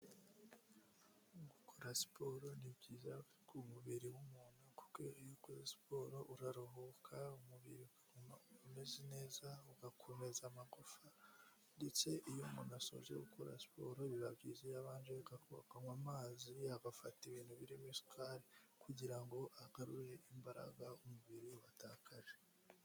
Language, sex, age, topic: Kinyarwanda, male, 18-24, health